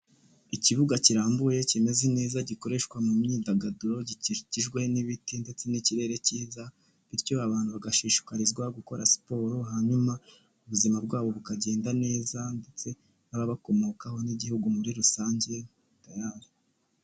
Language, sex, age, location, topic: Kinyarwanda, male, 18-24, Kigali, government